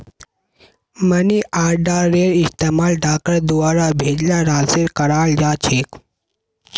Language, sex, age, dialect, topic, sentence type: Magahi, male, 25-30, Northeastern/Surjapuri, banking, statement